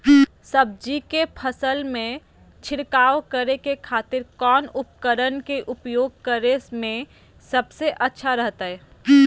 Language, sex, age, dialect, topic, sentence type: Magahi, female, 46-50, Southern, agriculture, question